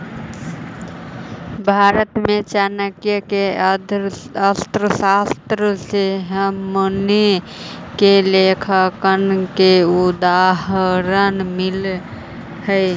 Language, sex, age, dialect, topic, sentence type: Magahi, female, 25-30, Central/Standard, agriculture, statement